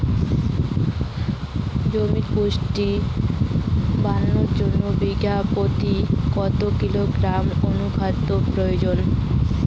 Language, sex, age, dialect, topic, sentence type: Bengali, female, 18-24, Rajbangshi, agriculture, question